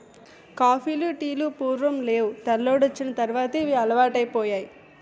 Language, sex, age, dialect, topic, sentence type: Telugu, female, 18-24, Utterandhra, agriculture, statement